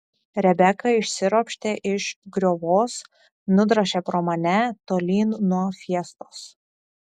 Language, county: Lithuanian, Šiauliai